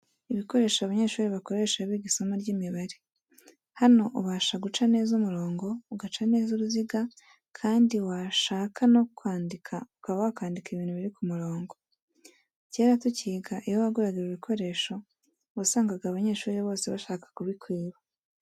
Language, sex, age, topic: Kinyarwanda, female, 18-24, education